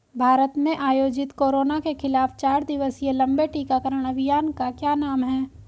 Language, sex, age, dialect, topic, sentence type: Hindi, female, 18-24, Hindustani Malvi Khadi Boli, banking, question